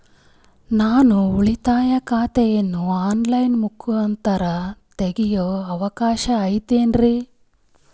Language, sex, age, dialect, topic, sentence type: Kannada, female, 25-30, Northeastern, banking, question